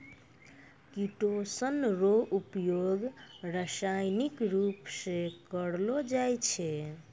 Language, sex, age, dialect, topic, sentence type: Maithili, female, 56-60, Angika, agriculture, statement